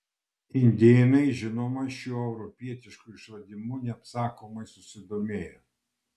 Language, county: Lithuanian, Kaunas